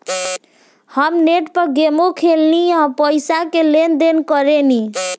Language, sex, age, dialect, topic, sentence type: Bhojpuri, female, <18, Southern / Standard, banking, statement